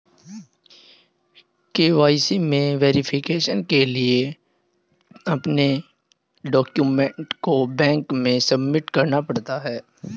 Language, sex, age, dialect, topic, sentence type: Hindi, male, 18-24, Hindustani Malvi Khadi Boli, banking, statement